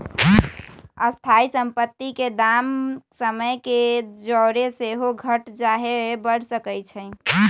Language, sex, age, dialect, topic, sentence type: Magahi, female, 18-24, Western, banking, statement